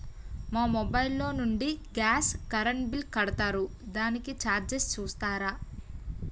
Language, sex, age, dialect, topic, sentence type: Telugu, female, 18-24, Utterandhra, banking, question